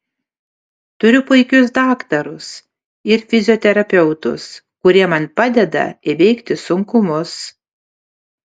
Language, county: Lithuanian, Panevėžys